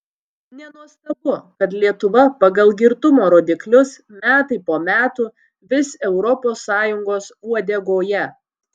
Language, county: Lithuanian, Utena